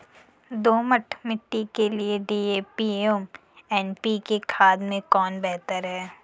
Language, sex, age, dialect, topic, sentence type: Hindi, female, 41-45, Kanauji Braj Bhasha, agriculture, question